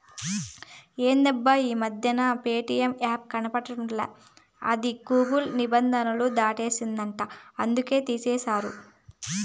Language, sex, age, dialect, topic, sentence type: Telugu, female, 25-30, Southern, banking, statement